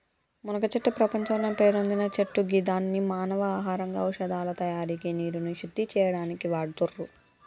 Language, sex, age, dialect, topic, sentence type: Telugu, female, 25-30, Telangana, agriculture, statement